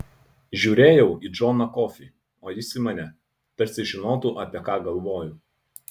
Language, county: Lithuanian, Utena